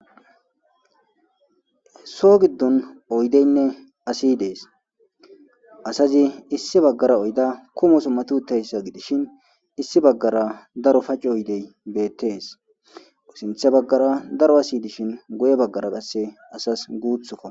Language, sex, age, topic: Gamo, male, 25-35, government